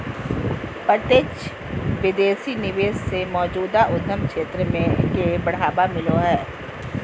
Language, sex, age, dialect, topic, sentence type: Magahi, female, 46-50, Southern, banking, statement